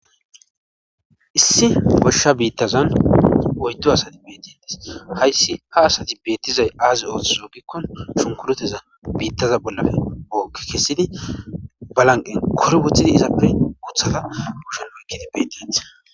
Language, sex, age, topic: Gamo, male, 18-24, government